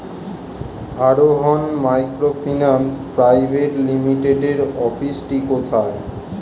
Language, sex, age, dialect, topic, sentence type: Bengali, male, 18-24, Standard Colloquial, banking, question